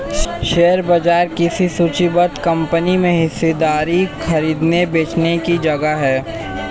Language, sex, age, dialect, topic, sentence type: Hindi, male, 18-24, Hindustani Malvi Khadi Boli, banking, statement